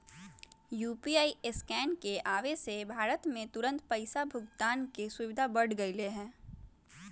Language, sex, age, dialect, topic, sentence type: Magahi, female, 18-24, Western, banking, statement